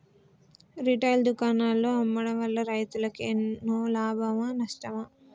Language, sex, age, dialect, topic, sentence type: Telugu, female, 25-30, Telangana, agriculture, question